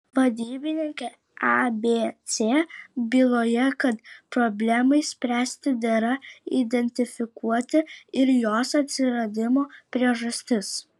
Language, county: Lithuanian, Vilnius